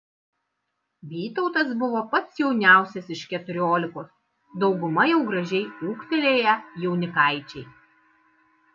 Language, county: Lithuanian, Kaunas